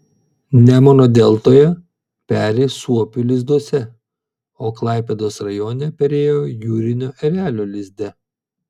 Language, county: Lithuanian, Vilnius